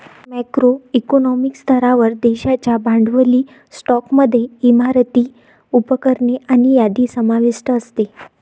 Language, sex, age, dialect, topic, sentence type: Marathi, female, 25-30, Varhadi, banking, statement